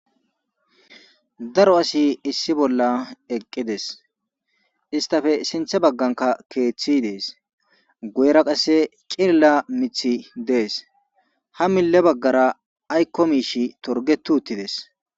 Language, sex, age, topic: Gamo, male, 25-35, government